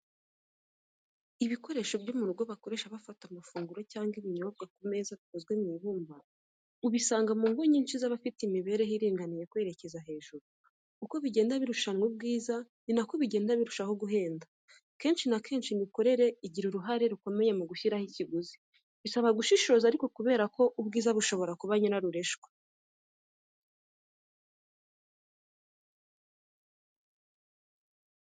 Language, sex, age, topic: Kinyarwanda, female, 25-35, education